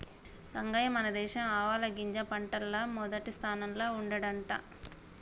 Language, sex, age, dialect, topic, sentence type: Telugu, female, 25-30, Telangana, agriculture, statement